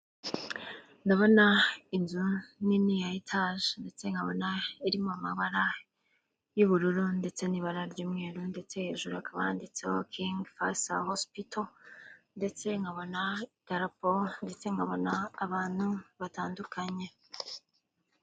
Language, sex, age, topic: Kinyarwanda, female, 25-35, government